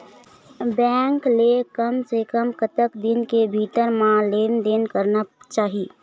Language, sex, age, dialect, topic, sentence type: Chhattisgarhi, female, 25-30, Eastern, banking, question